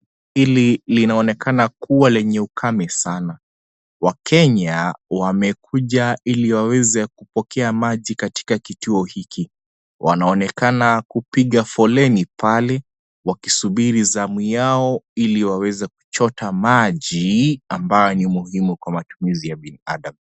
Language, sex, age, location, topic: Swahili, male, 25-35, Kisii, health